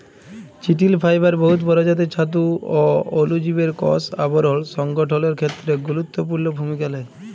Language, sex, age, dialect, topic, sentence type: Bengali, male, 25-30, Jharkhandi, agriculture, statement